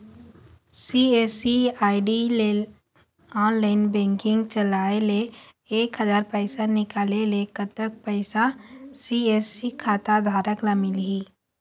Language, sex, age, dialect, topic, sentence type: Chhattisgarhi, female, 51-55, Eastern, banking, question